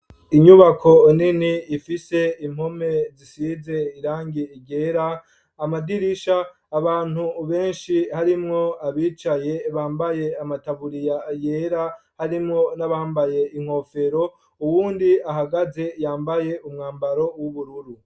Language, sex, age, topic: Rundi, male, 25-35, education